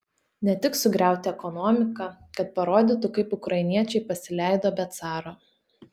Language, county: Lithuanian, Telšiai